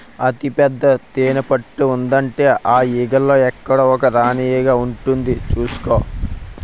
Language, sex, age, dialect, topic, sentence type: Telugu, male, 18-24, Utterandhra, agriculture, statement